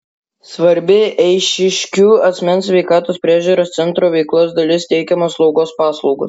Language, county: Lithuanian, Klaipėda